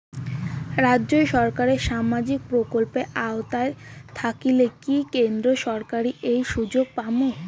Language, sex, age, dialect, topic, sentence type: Bengali, female, 18-24, Rajbangshi, banking, question